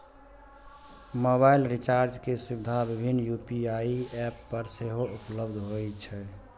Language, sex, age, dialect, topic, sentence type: Maithili, male, 18-24, Eastern / Thethi, banking, statement